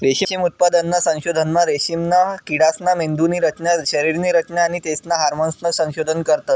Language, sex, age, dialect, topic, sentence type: Marathi, male, 18-24, Northern Konkan, agriculture, statement